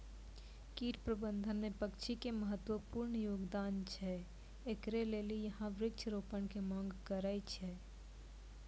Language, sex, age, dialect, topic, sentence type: Maithili, female, 18-24, Angika, agriculture, question